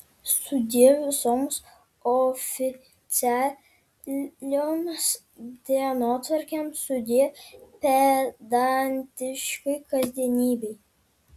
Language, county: Lithuanian, Kaunas